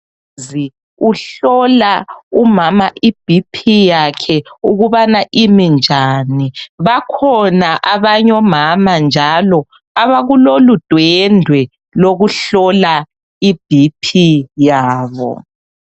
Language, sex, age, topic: North Ndebele, male, 36-49, health